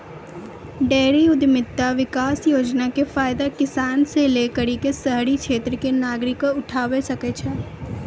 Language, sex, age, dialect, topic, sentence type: Maithili, female, 18-24, Angika, agriculture, statement